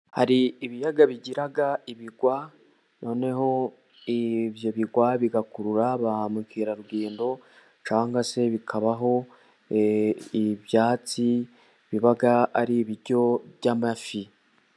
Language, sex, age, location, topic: Kinyarwanda, male, 18-24, Musanze, agriculture